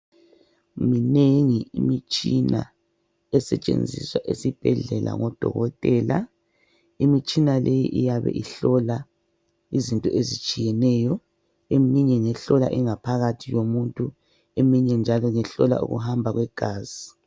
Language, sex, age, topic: North Ndebele, female, 36-49, health